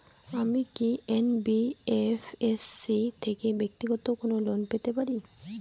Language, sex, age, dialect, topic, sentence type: Bengali, female, <18, Rajbangshi, banking, question